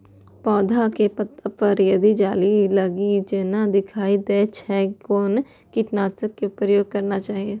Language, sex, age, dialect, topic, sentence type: Maithili, female, 18-24, Eastern / Thethi, agriculture, question